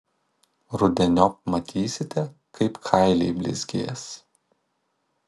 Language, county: Lithuanian, Kaunas